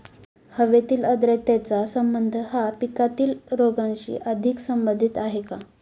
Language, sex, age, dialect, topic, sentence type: Marathi, female, 18-24, Standard Marathi, agriculture, question